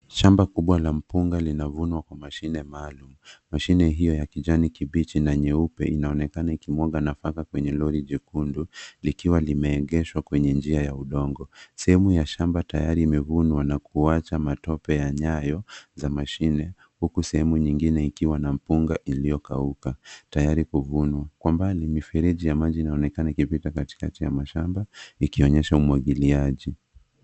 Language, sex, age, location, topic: Swahili, male, 18-24, Nairobi, agriculture